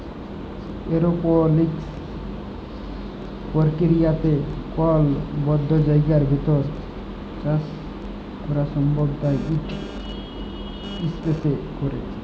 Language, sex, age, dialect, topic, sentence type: Bengali, male, 18-24, Jharkhandi, agriculture, statement